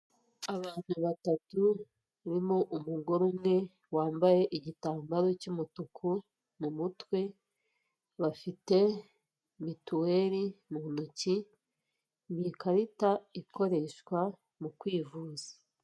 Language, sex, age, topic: Kinyarwanda, female, 36-49, finance